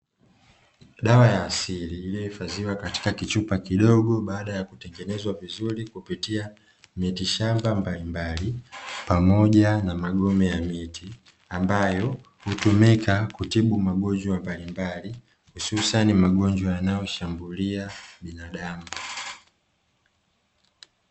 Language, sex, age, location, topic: Swahili, male, 25-35, Dar es Salaam, health